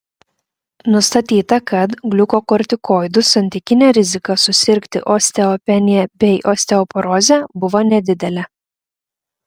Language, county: Lithuanian, Klaipėda